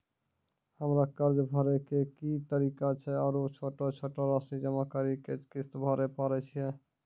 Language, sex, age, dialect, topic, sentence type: Maithili, male, 46-50, Angika, banking, question